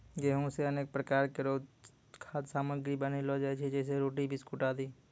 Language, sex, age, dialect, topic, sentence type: Maithili, male, 25-30, Angika, agriculture, statement